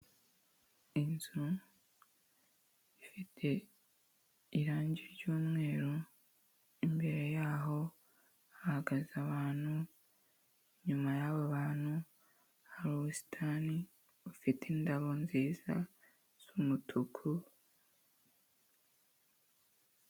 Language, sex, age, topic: Kinyarwanda, female, 25-35, health